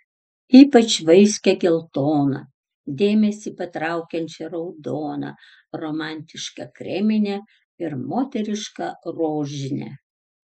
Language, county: Lithuanian, Tauragė